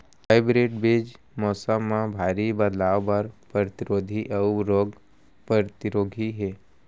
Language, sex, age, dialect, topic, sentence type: Chhattisgarhi, male, 25-30, Central, agriculture, statement